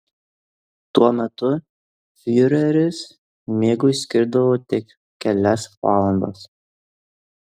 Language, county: Lithuanian, Kaunas